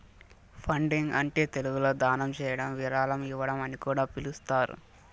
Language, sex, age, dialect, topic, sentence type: Telugu, male, 18-24, Southern, banking, statement